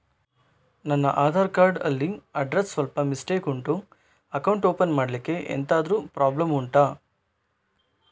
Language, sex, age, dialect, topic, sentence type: Kannada, male, 18-24, Coastal/Dakshin, banking, question